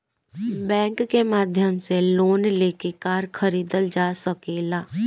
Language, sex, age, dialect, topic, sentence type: Bhojpuri, female, 18-24, Southern / Standard, banking, statement